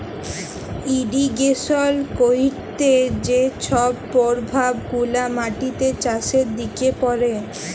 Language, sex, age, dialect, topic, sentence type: Bengali, female, 18-24, Jharkhandi, agriculture, statement